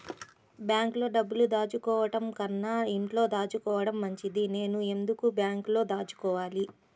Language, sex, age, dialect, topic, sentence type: Telugu, female, 31-35, Central/Coastal, banking, question